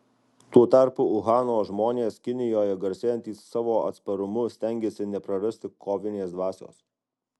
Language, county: Lithuanian, Alytus